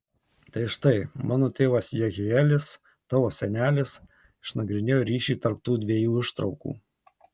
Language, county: Lithuanian, Tauragė